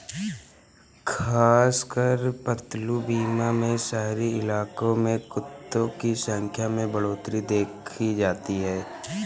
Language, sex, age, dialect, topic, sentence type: Hindi, male, 36-40, Awadhi Bundeli, banking, statement